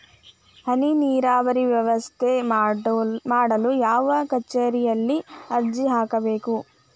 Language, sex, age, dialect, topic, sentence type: Kannada, female, 25-30, Dharwad Kannada, agriculture, question